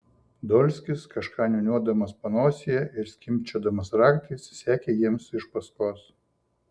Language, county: Lithuanian, Šiauliai